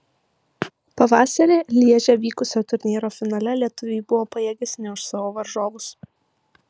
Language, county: Lithuanian, Vilnius